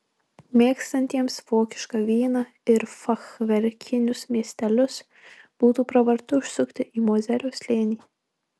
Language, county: Lithuanian, Marijampolė